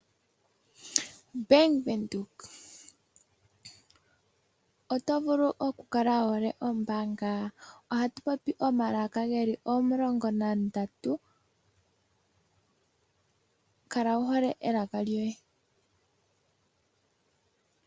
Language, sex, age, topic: Oshiwambo, female, 18-24, finance